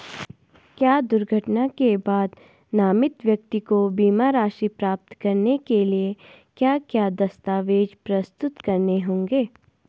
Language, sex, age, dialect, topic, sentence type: Hindi, female, 18-24, Garhwali, banking, question